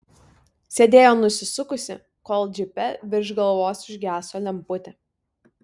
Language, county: Lithuanian, Vilnius